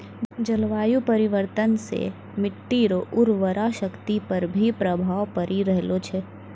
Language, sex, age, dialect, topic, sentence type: Maithili, female, 41-45, Angika, agriculture, statement